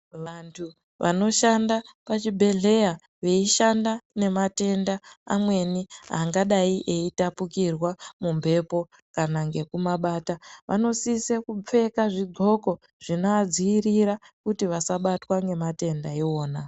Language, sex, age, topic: Ndau, female, 18-24, health